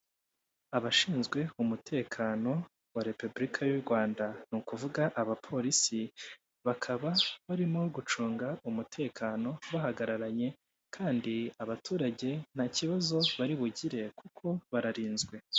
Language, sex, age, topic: Kinyarwanda, male, 18-24, government